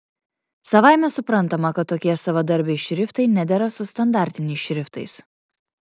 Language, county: Lithuanian, Kaunas